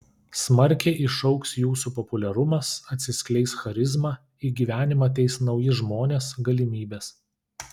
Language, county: Lithuanian, Kaunas